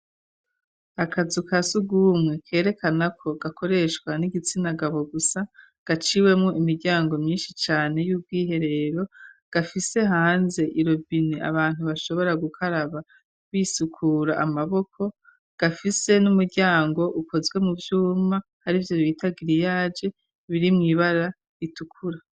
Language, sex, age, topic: Rundi, female, 36-49, education